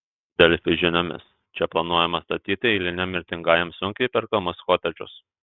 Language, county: Lithuanian, Telšiai